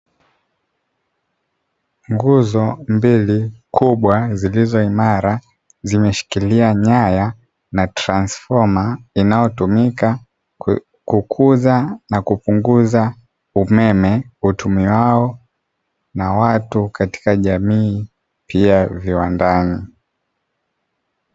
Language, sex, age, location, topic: Swahili, male, 25-35, Dar es Salaam, government